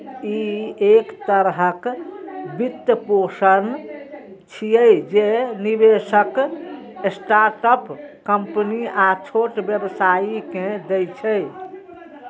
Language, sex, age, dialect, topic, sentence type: Maithili, female, 36-40, Eastern / Thethi, banking, statement